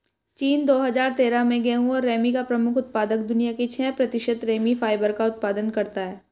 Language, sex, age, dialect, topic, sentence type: Hindi, female, 18-24, Hindustani Malvi Khadi Boli, agriculture, statement